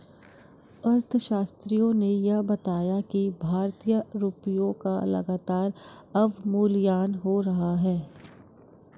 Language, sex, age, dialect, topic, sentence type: Hindi, female, 56-60, Marwari Dhudhari, banking, statement